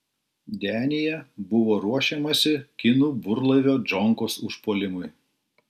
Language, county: Lithuanian, Klaipėda